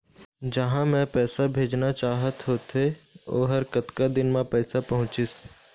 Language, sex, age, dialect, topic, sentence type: Chhattisgarhi, male, 18-24, Eastern, banking, question